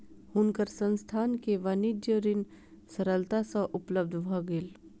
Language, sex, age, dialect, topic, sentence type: Maithili, female, 25-30, Southern/Standard, banking, statement